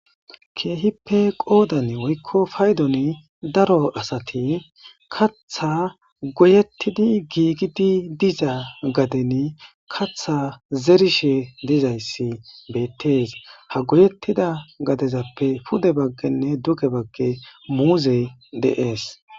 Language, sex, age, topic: Gamo, male, 25-35, agriculture